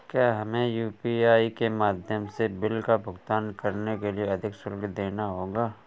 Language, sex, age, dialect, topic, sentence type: Hindi, male, 25-30, Awadhi Bundeli, banking, question